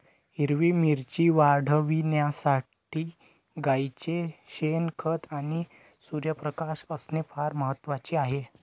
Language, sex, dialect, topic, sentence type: Marathi, male, Varhadi, agriculture, statement